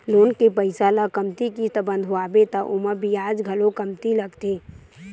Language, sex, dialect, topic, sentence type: Chhattisgarhi, female, Western/Budati/Khatahi, banking, statement